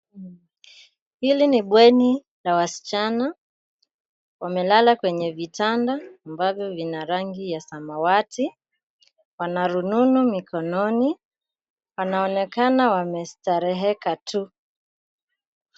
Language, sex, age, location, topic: Swahili, female, 25-35, Nairobi, education